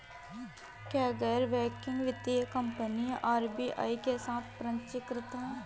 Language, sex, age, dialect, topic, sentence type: Hindi, female, 18-24, Marwari Dhudhari, banking, question